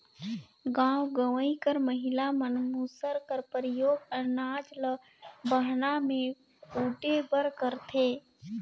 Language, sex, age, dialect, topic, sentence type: Chhattisgarhi, female, 18-24, Northern/Bhandar, agriculture, statement